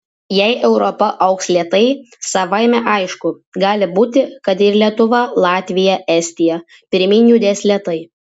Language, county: Lithuanian, Vilnius